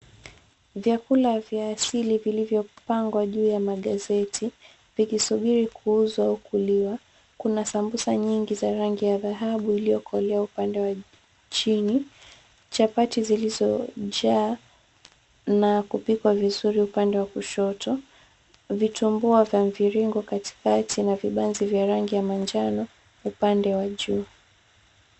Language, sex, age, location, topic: Swahili, female, 25-35, Mombasa, agriculture